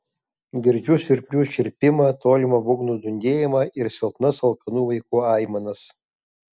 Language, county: Lithuanian, Kaunas